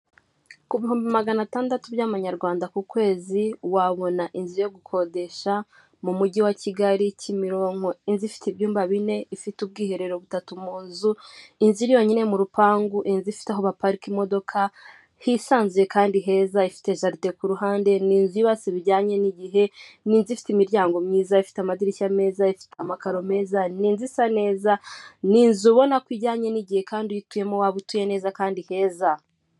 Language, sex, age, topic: Kinyarwanda, female, 18-24, finance